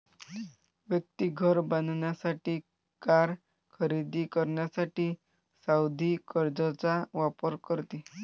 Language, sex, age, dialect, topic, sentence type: Marathi, male, 18-24, Varhadi, banking, statement